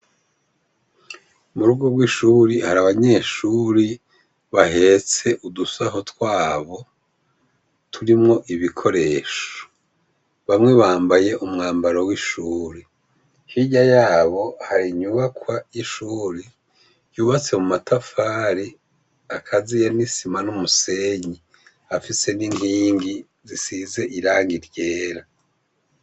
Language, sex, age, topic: Rundi, male, 50+, education